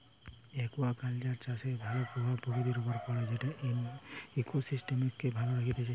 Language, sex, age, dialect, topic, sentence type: Bengali, male, 18-24, Western, agriculture, statement